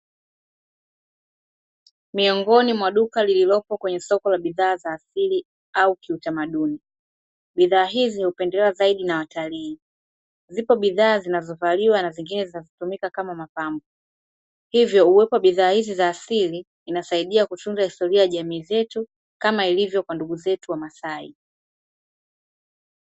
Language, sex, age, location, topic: Swahili, female, 25-35, Dar es Salaam, finance